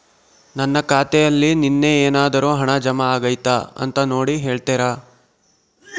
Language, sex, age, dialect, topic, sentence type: Kannada, male, 56-60, Central, banking, question